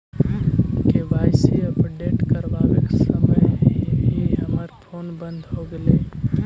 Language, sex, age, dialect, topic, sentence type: Magahi, male, 18-24, Central/Standard, agriculture, statement